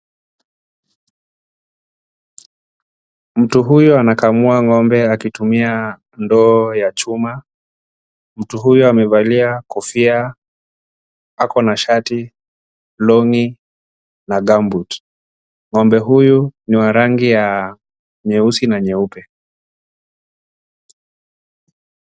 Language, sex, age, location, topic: Swahili, male, 25-35, Wajir, agriculture